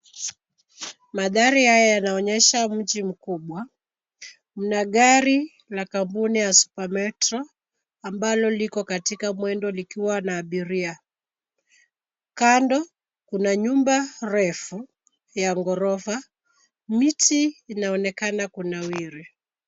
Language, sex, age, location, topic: Swahili, female, 25-35, Nairobi, government